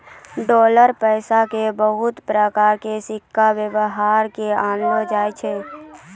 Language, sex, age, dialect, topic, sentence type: Maithili, female, 18-24, Angika, banking, statement